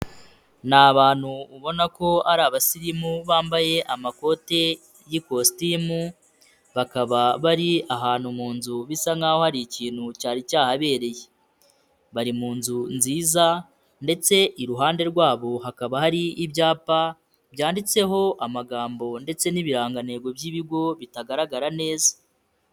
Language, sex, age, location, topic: Kinyarwanda, male, 25-35, Kigali, health